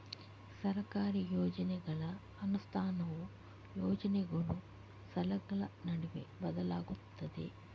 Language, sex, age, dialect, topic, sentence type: Kannada, female, 18-24, Coastal/Dakshin, banking, statement